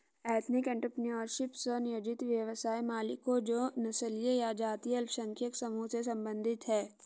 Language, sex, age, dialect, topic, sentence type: Hindi, female, 46-50, Hindustani Malvi Khadi Boli, banking, statement